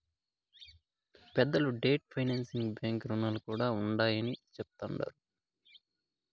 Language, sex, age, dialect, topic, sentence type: Telugu, male, 25-30, Southern, banking, statement